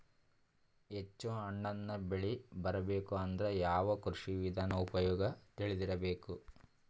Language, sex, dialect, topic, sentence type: Kannada, male, Northeastern, agriculture, question